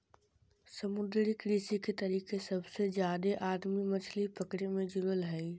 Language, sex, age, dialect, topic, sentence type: Magahi, male, 60-100, Southern, agriculture, statement